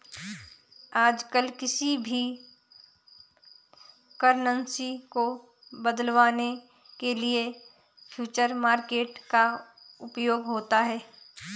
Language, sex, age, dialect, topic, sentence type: Hindi, female, 36-40, Garhwali, banking, statement